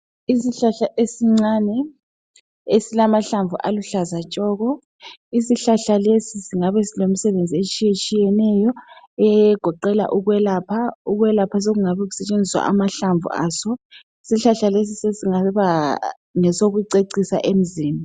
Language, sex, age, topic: North Ndebele, female, 25-35, health